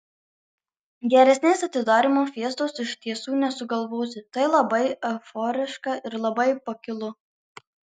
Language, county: Lithuanian, Marijampolė